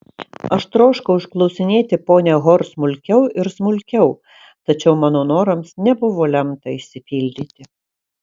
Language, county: Lithuanian, Kaunas